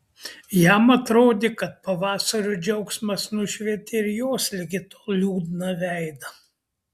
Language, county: Lithuanian, Kaunas